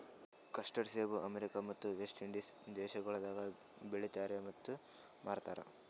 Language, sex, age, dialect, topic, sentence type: Kannada, male, 18-24, Northeastern, agriculture, statement